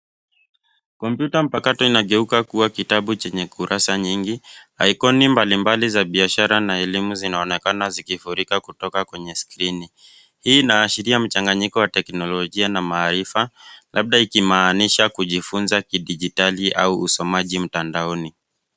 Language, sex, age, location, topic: Swahili, male, 25-35, Nairobi, education